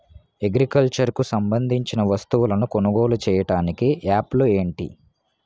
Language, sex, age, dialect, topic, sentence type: Telugu, male, 18-24, Utterandhra, agriculture, question